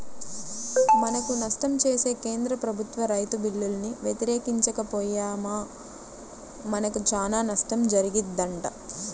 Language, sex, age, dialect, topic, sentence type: Telugu, female, 25-30, Central/Coastal, agriculture, statement